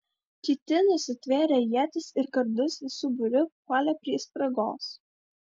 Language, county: Lithuanian, Vilnius